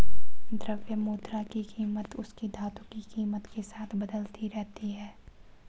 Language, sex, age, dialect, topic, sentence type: Hindi, female, 25-30, Marwari Dhudhari, banking, statement